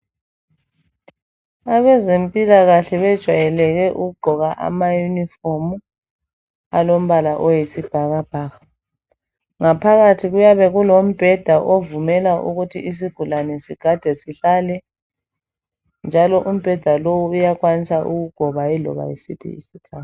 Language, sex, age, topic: North Ndebele, female, 25-35, health